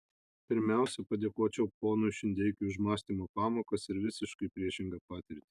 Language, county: Lithuanian, Alytus